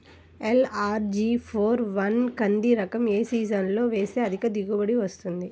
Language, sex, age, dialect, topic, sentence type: Telugu, female, 18-24, Central/Coastal, agriculture, question